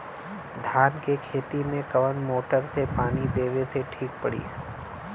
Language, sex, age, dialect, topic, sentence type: Bhojpuri, male, 18-24, Western, agriculture, question